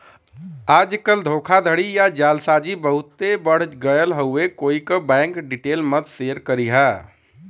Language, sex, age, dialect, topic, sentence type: Bhojpuri, male, 31-35, Western, banking, statement